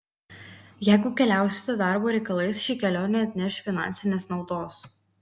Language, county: Lithuanian, Kaunas